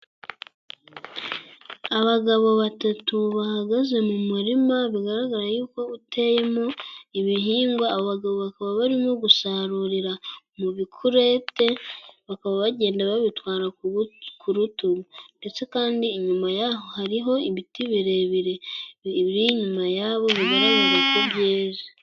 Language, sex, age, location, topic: Kinyarwanda, female, 18-24, Gakenke, agriculture